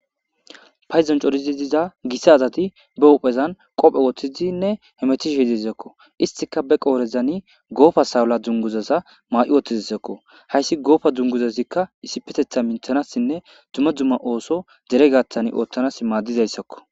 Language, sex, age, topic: Gamo, male, 25-35, government